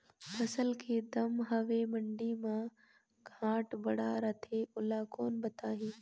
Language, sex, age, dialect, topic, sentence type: Chhattisgarhi, female, 18-24, Northern/Bhandar, agriculture, question